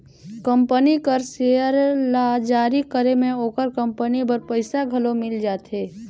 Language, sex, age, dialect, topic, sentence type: Chhattisgarhi, male, 18-24, Northern/Bhandar, banking, statement